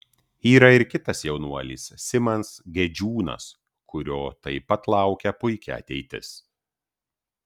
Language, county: Lithuanian, Utena